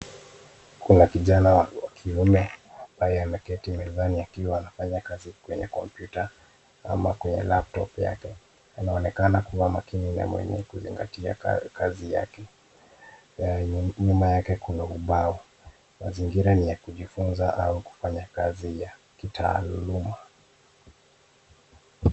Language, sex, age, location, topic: Swahili, male, 25-35, Nairobi, education